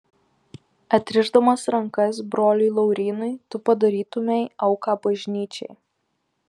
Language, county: Lithuanian, Marijampolė